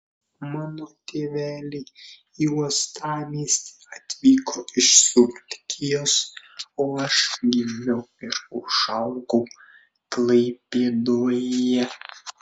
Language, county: Lithuanian, Šiauliai